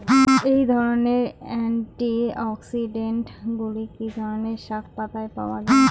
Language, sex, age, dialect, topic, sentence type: Bengali, female, 25-30, Rajbangshi, agriculture, question